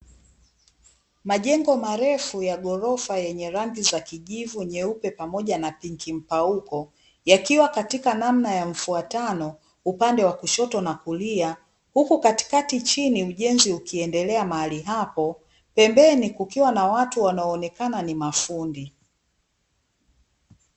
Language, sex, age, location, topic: Swahili, female, 25-35, Dar es Salaam, finance